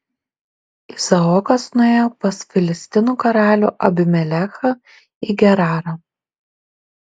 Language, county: Lithuanian, Šiauliai